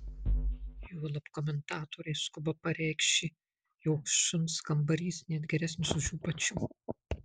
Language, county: Lithuanian, Marijampolė